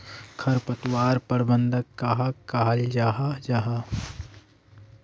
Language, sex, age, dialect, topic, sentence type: Magahi, male, 18-24, Northeastern/Surjapuri, agriculture, question